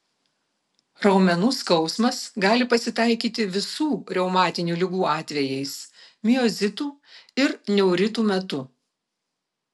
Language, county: Lithuanian, Vilnius